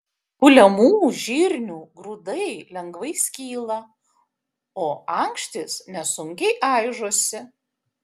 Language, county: Lithuanian, Kaunas